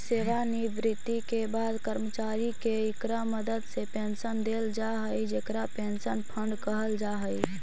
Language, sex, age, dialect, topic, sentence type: Magahi, female, 25-30, Central/Standard, agriculture, statement